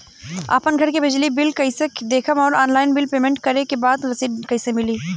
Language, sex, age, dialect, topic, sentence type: Bhojpuri, female, 25-30, Southern / Standard, banking, question